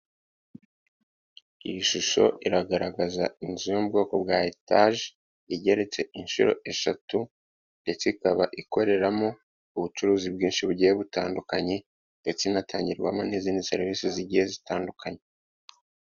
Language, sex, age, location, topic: Kinyarwanda, male, 36-49, Kigali, government